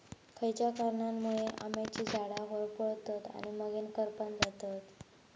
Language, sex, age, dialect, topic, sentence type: Marathi, female, 18-24, Southern Konkan, agriculture, question